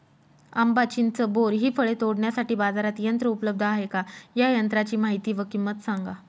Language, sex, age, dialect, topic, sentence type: Marathi, female, 25-30, Northern Konkan, agriculture, question